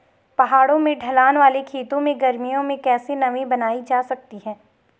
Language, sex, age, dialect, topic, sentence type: Hindi, female, 18-24, Garhwali, agriculture, question